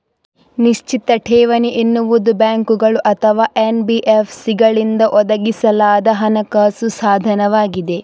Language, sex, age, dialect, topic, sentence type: Kannada, female, 31-35, Coastal/Dakshin, banking, statement